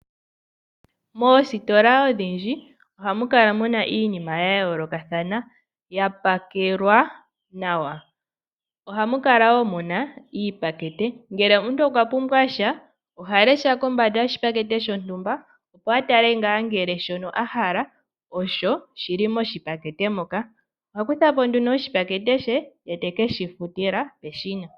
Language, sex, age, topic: Oshiwambo, female, 18-24, finance